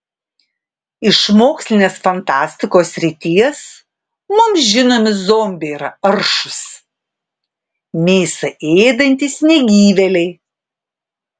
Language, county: Lithuanian, Vilnius